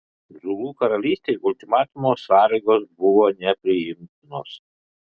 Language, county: Lithuanian, Kaunas